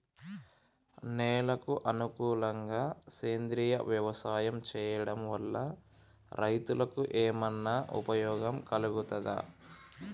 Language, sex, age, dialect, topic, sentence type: Telugu, male, 25-30, Telangana, agriculture, question